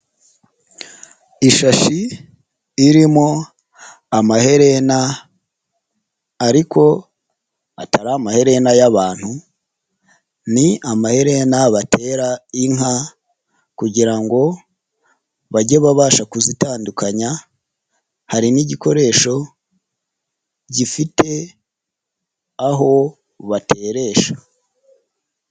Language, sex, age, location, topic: Kinyarwanda, female, 18-24, Nyagatare, agriculture